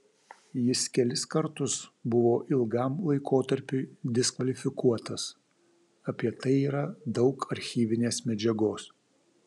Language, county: Lithuanian, Vilnius